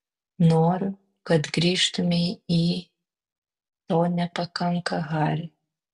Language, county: Lithuanian, Vilnius